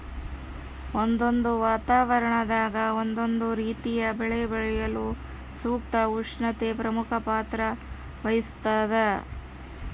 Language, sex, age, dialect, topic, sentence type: Kannada, female, 60-100, Central, agriculture, statement